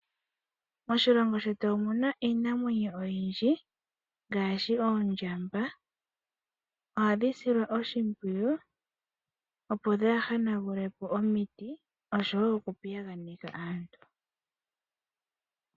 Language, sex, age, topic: Oshiwambo, female, 25-35, agriculture